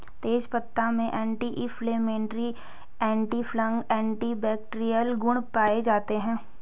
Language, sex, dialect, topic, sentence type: Hindi, female, Garhwali, agriculture, statement